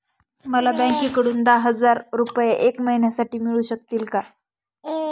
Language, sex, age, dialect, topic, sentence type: Marathi, female, 18-24, Northern Konkan, banking, question